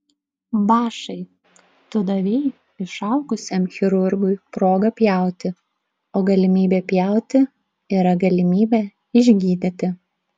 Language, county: Lithuanian, Klaipėda